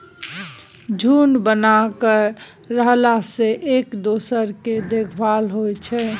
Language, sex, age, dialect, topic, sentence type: Maithili, female, 36-40, Bajjika, agriculture, statement